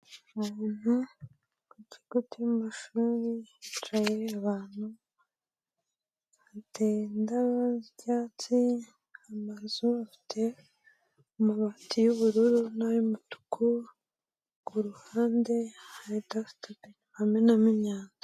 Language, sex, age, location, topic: Kinyarwanda, female, 18-24, Kigali, health